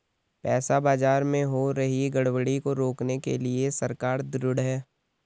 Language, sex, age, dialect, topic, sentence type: Hindi, male, 18-24, Garhwali, banking, statement